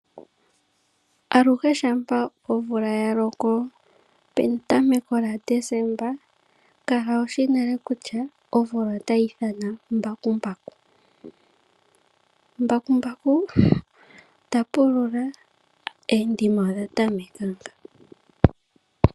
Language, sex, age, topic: Oshiwambo, female, 18-24, agriculture